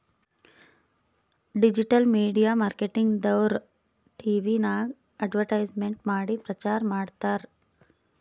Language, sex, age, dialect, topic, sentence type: Kannada, female, 25-30, Northeastern, banking, statement